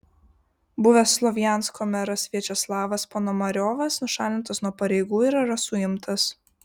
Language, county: Lithuanian, Vilnius